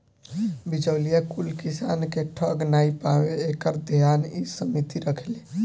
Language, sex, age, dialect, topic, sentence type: Bhojpuri, male, <18, Northern, agriculture, statement